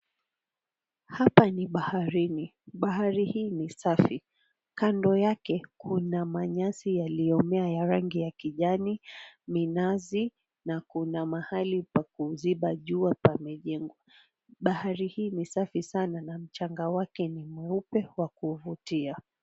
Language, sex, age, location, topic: Swahili, female, 36-49, Mombasa, agriculture